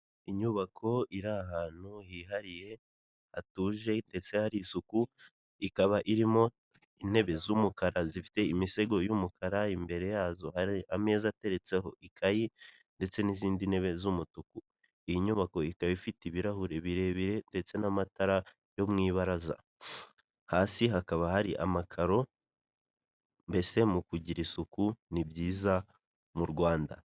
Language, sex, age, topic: Kinyarwanda, male, 18-24, finance